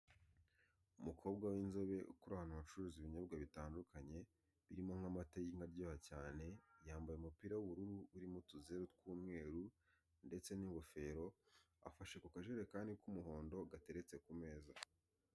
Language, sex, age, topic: Kinyarwanda, male, 18-24, finance